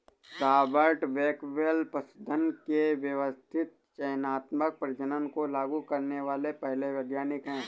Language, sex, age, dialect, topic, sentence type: Hindi, male, 18-24, Awadhi Bundeli, agriculture, statement